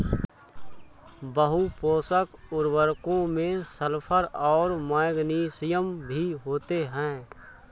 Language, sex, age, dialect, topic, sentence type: Hindi, male, 25-30, Awadhi Bundeli, agriculture, statement